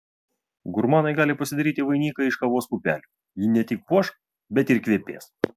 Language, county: Lithuanian, Vilnius